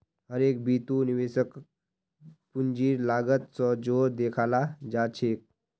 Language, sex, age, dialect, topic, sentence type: Magahi, male, 41-45, Northeastern/Surjapuri, banking, statement